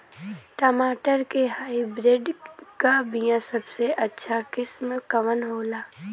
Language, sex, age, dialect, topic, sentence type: Bhojpuri, female, <18, Western, agriculture, question